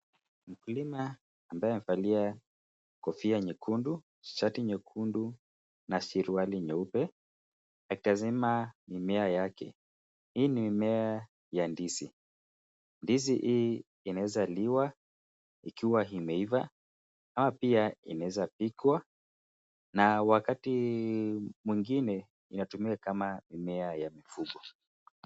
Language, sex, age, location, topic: Swahili, male, 25-35, Nakuru, agriculture